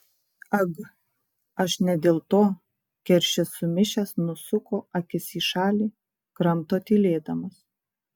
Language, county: Lithuanian, Kaunas